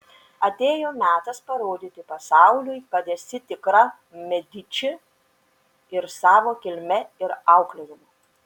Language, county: Lithuanian, Šiauliai